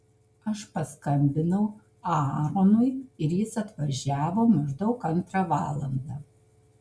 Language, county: Lithuanian, Kaunas